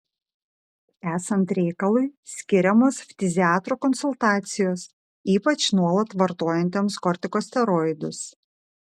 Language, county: Lithuanian, Šiauliai